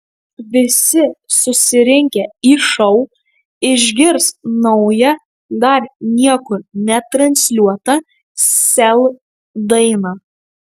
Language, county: Lithuanian, Marijampolė